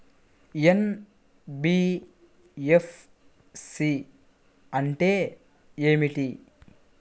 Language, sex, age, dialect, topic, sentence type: Telugu, male, 41-45, Central/Coastal, banking, question